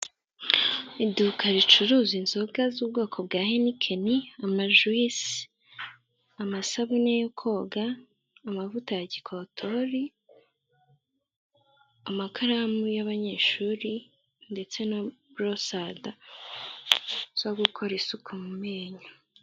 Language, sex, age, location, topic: Kinyarwanda, female, 18-24, Gakenke, finance